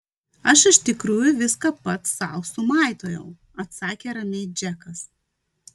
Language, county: Lithuanian, Vilnius